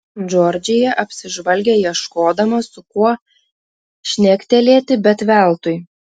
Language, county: Lithuanian, Klaipėda